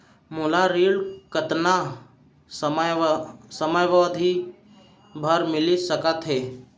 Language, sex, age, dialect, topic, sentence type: Chhattisgarhi, male, 31-35, Central, banking, question